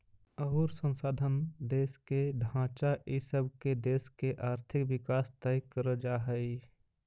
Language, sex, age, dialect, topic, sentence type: Magahi, male, 25-30, Central/Standard, agriculture, statement